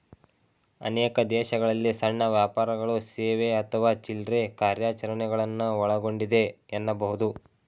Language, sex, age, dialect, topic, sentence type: Kannada, male, 18-24, Mysore Kannada, banking, statement